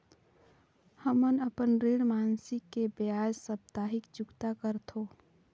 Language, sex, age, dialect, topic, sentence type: Chhattisgarhi, female, 18-24, Northern/Bhandar, banking, statement